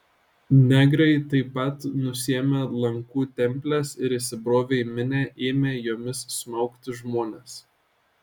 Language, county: Lithuanian, Šiauliai